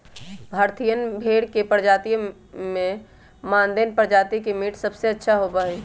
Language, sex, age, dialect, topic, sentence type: Magahi, male, 18-24, Western, agriculture, statement